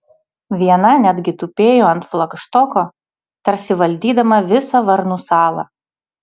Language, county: Lithuanian, Utena